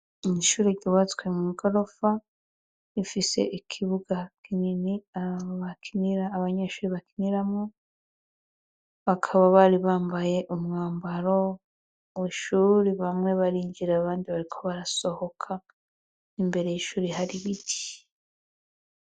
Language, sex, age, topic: Rundi, female, 36-49, education